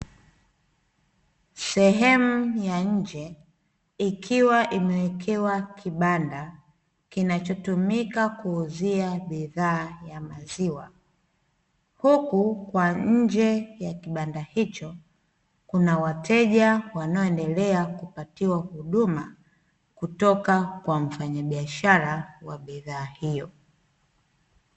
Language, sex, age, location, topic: Swahili, female, 25-35, Dar es Salaam, finance